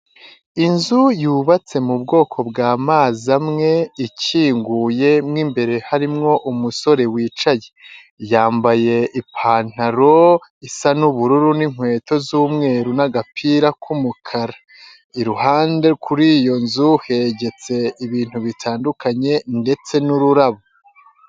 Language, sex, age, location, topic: Kinyarwanda, male, 25-35, Huye, finance